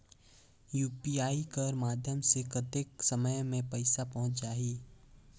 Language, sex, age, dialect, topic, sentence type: Chhattisgarhi, male, 18-24, Northern/Bhandar, banking, question